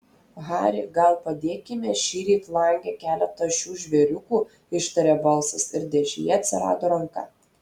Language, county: Lithuanian, Telšiai